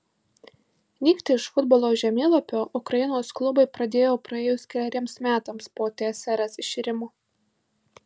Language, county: Lithuanian, Marijampolė